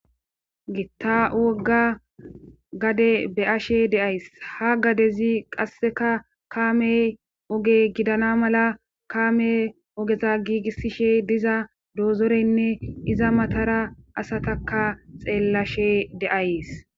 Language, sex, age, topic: Gamo, female, 25-35, government